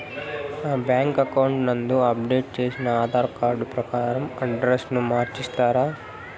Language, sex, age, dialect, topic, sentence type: Telugu, male, 18-24, Southern, banking, question